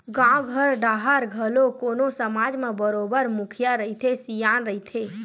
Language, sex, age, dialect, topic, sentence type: Chhattisgarhi, male, 25-30, Western/Budati/Khatahi, banking, statement